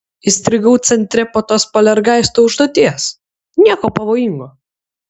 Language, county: Lithuanian, Kaunas